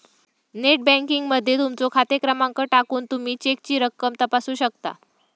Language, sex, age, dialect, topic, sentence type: Marathi, female, 18-24, Southern Konkan, banking, statement